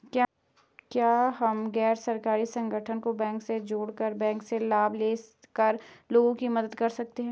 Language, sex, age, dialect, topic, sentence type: Hindi, female, 18-24, Garhwali, banking, question